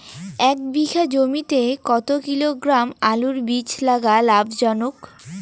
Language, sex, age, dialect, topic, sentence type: Bengali, female, 18-24, Rajbangshi, agriculture, question